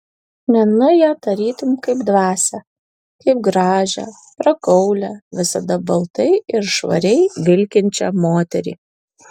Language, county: Lithuanian, Alytus